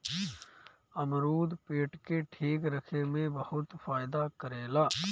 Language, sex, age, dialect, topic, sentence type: Bhojpuri, male, 25-30, Northern, agriculture, statement